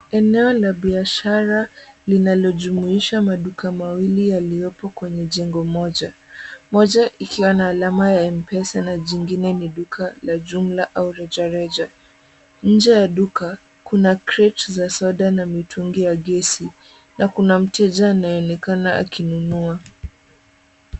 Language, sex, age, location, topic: Swahili, female, 18-24, Kisumu, finance